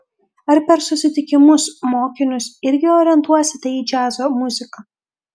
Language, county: Lithuanian, Kaunas